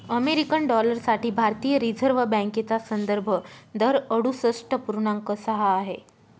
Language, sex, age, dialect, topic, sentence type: Marathi, female, 25-30, Northern Konkan, banking, statement